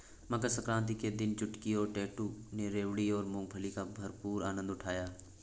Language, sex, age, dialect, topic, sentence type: Hindi, male, 18-24, Awadhi Bundeli, agriculture, statement